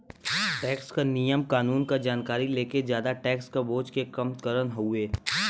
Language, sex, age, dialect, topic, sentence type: Bhojpuri, female, 36-40, Western, banking, statement